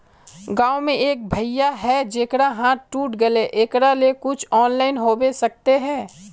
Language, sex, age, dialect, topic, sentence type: Magahi, male, 18-24, Northeastern/Surjapuri, banking, question